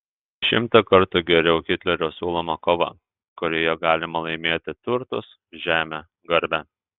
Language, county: Lithuanian, Telšiai